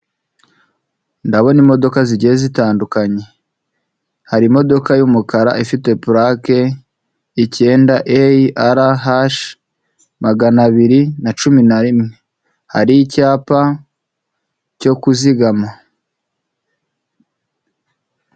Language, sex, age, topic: Kinyarwanda, male, 25-35, finance